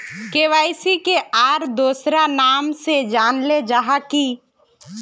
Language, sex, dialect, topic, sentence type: Magahi, female, Northeastern/Surjapuri, banking, question